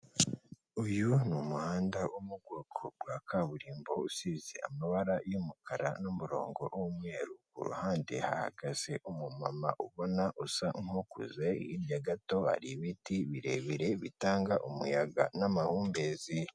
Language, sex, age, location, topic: Kinyarwanda, female, 18-24, Kigali, government